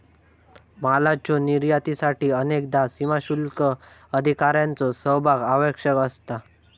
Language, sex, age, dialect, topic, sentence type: Marathi, male, 18-24, Southern Konkan, banking, statement